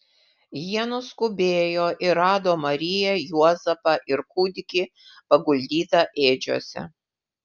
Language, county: Lithuanian, Vilnius